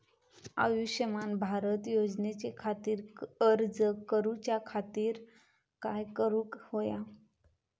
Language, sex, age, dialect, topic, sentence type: Marathi, female, 25-30, Southern Konkan, banking, question